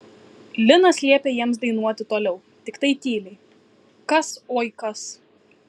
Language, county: Lithuanian, Kaunas